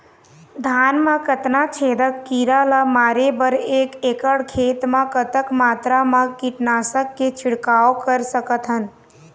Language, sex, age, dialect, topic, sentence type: Chhattisgarhi, female, 18-24, Eastern, agriculture, question